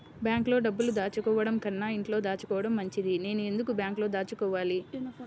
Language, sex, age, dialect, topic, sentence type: Telugu, female, 25-30, Central/Coastal, banking, question